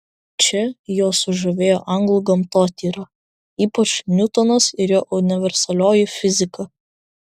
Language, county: Lithuanian, Vilnius